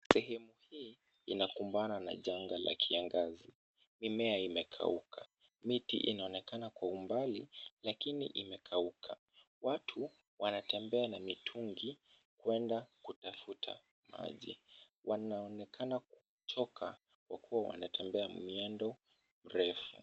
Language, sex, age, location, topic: Swahili, male, 25-35, Kisumu, health